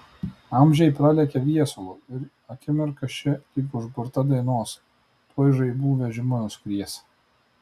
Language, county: Lithuanian, Tauragė